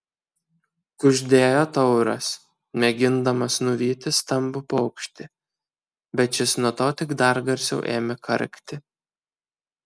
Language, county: Lithuanian, Kaunas